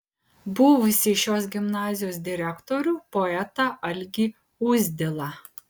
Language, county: Lithuanian, Kaunas